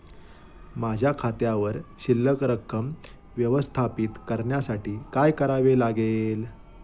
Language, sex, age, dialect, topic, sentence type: Marathi, male, 25-30, Standard Marathi, banking, question